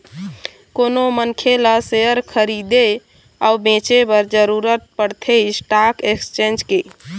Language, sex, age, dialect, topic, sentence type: Chhattisgarhi, female, 31-35, Eastern, banking, statement